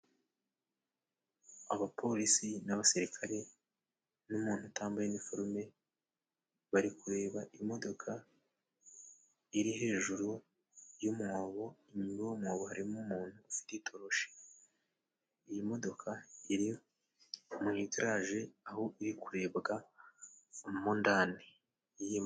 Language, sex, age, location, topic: Kinyarwanda, male, 18-24, Musanze, government